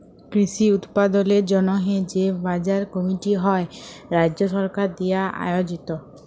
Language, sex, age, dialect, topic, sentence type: Bengali, female, 25-30, Jharkhandi, agriculture, statement